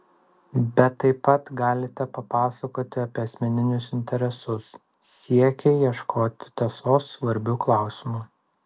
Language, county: Lithuanian, Vilnius